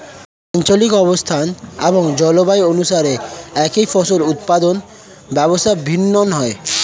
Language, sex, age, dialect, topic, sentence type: Bengali, male, 18-24, Standard Colloquial, agriculture, statement